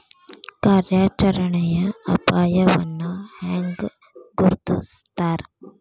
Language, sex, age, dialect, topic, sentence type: Kannada, female, 18-24, Dharwad Kannada, banking, statement